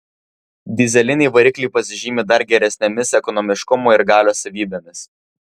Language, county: Lithuanian, Vilnius